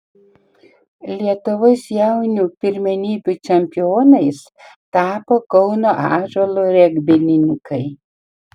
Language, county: Lithuanian, Panevėžys